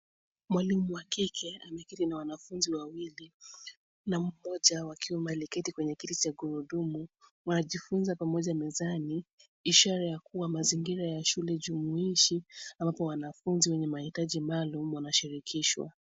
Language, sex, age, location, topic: Swahili, female, 25-35, Nairobi, education